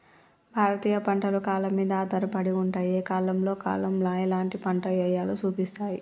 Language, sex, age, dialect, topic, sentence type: Telugu, female, 25-30, Telangana, agriculture, statement